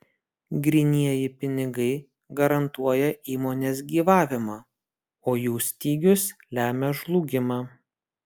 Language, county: Lithuanian, Kaunas